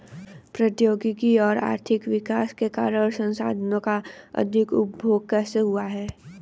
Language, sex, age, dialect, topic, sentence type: Hindi, female, 31-35, Hindustani Malvi Khadi Boli, agriculture, question